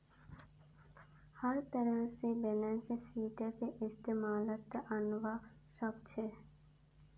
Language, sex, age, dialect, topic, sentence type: Magahi, female, 18-24, Northeastern/Surjapuri, banking, statement